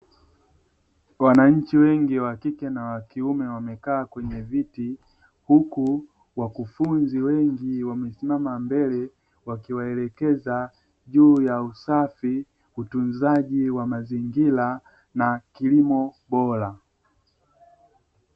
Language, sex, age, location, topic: Swahili, male, 25-35, Dar es Salaam, education